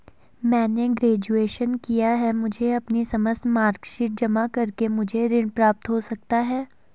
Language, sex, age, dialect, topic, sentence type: Hindi, female, 18-24, Garhwali, banking, question